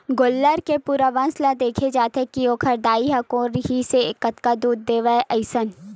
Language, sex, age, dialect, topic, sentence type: Chhattisgarhi, female, 18-24, Western/Budati/Khatahi, agriculture, statement